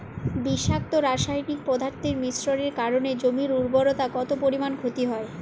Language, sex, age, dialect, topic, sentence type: Bengali, female, 31-35, Jharkhandi, agriculture, question